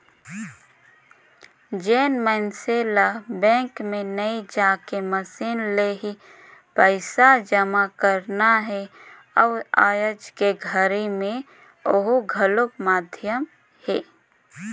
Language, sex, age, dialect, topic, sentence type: Chhattisgarhi, female, 31-35, Northern/Bhandar, banking, statement